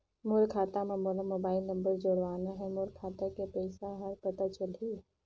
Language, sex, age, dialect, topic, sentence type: Chhattisgarhi, female, 18-24, Northern/Bhandar, banking, question